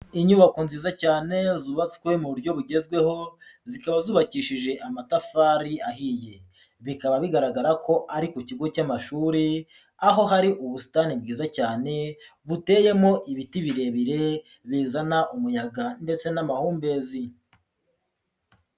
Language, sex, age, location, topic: Kinyarwanda, male, 25-35, Huye, education